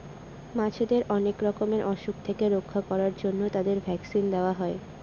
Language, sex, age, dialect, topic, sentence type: Bengali, female, 18-24, Northern/Varendri, agriculture, statement